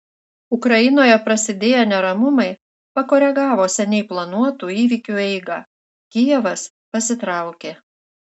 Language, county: Lithuanian, Šiauliai